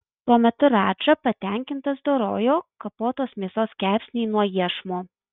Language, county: Lithuanian, Marijampolė